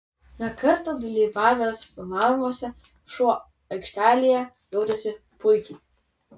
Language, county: Lithuanian, Vilnius